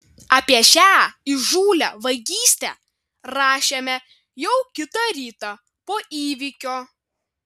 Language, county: Lithuanian, Vilnius